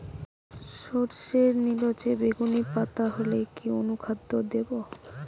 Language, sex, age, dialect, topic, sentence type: Bengali, female, 18-24, Western, agriculture, question